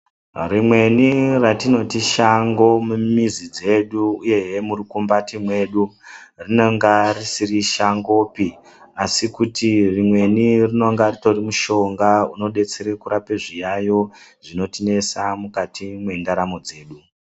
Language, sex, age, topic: Ndau, female, 25-35, health